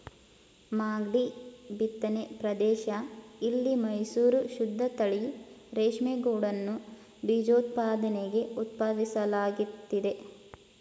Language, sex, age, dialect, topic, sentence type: Kannada, female, 18-24, Mysore Kannada, agriculture, statement